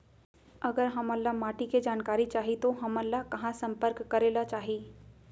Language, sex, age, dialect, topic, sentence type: Chhattisgarhi, female, 25-30, Central, agriculture, question